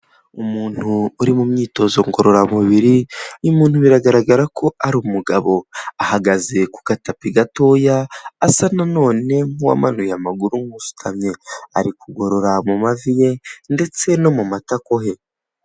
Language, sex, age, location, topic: Kinyarwanda, male, 18-24, Huye, health